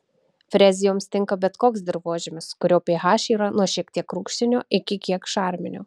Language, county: Lithuanian, Kaunas